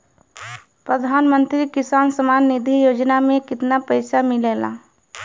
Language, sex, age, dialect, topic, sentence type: Bhojpuri, female, 31-35, Western, agriculture, question